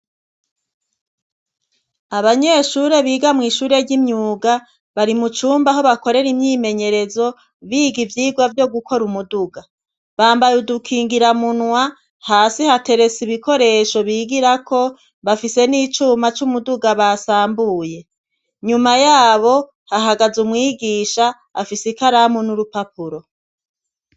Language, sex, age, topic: Rundi, female, 36-49, education